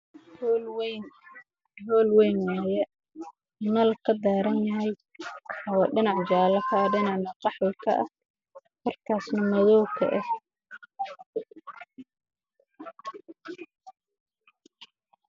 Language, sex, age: Somali, male, 18-24